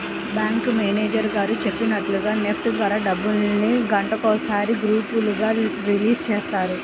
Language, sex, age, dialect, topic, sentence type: Telugu, female, 25-30, Central/Coastal, banking, statement